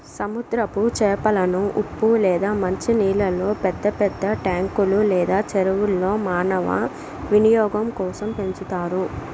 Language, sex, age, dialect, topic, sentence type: Telugu, female, 18-24, Southern, agriculture, statement